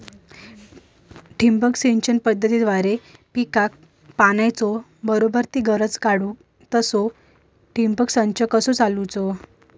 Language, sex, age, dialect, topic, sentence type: Marathi, female, 18-24, Southern Konkan, agriculture, question